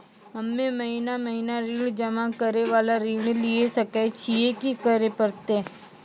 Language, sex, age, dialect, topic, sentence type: Maithili, female, 25-30, Angika, banking, question